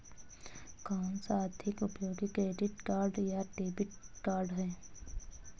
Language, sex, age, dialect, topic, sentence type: Hindi, female, 18-24, Marwari Dhudhari, banking, question